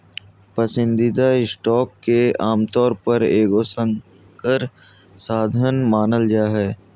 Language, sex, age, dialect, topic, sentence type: Magahi, male, 31-35, Southern, banking, statement